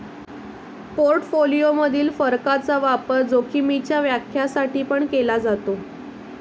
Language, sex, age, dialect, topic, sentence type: Marathi, female, 25-30, Northern Konkan, banking, statement